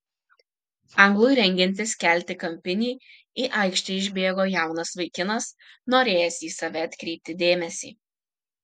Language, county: Lithuanian, Kaunas